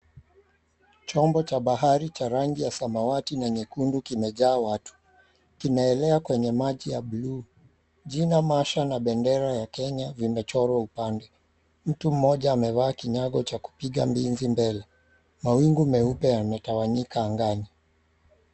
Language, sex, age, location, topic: Swahili, male, 36-49, Mombasa, government